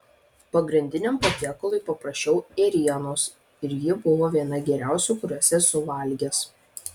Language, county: Lithuanian, Vilnius